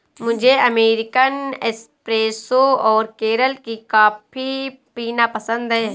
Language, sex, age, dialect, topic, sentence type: Hindi, female, 18-24, Awadhi Bundeli, agriculture, statement